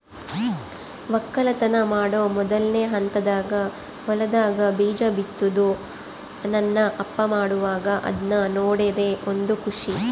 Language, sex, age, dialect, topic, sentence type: Kannada, female, 25-30, Central, agriculture, statement